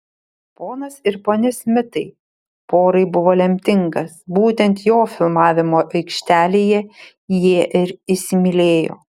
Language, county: Lithuanian, Šiauliai